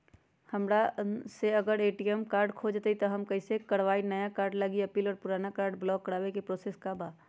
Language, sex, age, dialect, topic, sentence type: Magahi, female, 31-35, Western, banking, question